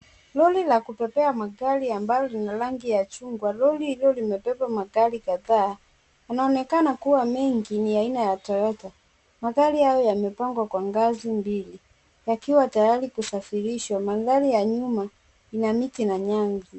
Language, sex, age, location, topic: Swahili, female, 18-24, Kisumu, finance